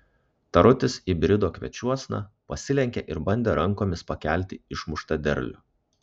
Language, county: Lithuanian, Kaunas